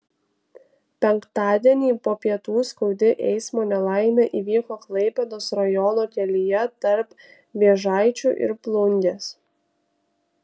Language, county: Lithuanian, Kaunas